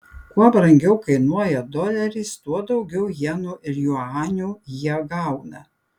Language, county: Lithuanian, Panevėžys